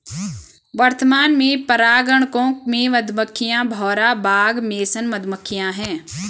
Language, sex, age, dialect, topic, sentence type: Hindi, female, 25-30, Garhwali, agriculture, statement